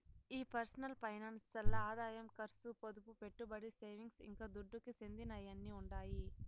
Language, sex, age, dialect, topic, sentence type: Telugu, female, 60-100, Southern, banking, statement